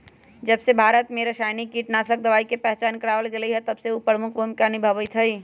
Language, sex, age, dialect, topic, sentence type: Magahi, female, 56-60, Western, agriculture, statement